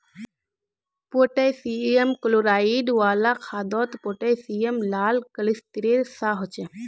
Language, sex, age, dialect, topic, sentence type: Magahi, female, 18-24, Northeastern/Surjapuri, agriculture, statement